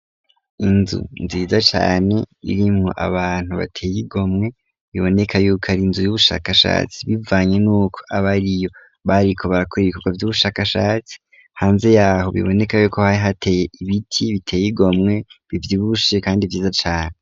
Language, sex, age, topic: Rundi, male, 18-24, education